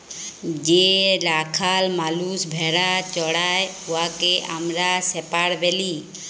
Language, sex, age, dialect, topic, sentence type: Bengali, female, 31-35, Jharkhandi, agriculture, statement